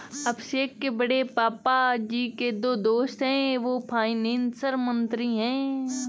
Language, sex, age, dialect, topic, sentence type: Hindi, male, 25-30, Awadhi Bundeli, banking, statement